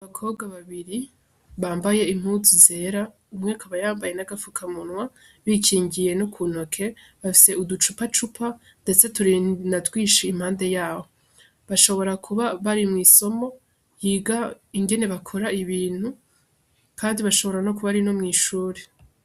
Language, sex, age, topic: Rundi, female, 18-24, education